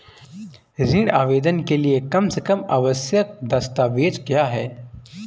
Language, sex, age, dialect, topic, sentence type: Hindi, male, 18-24, Marwari Dhudhari, banking, question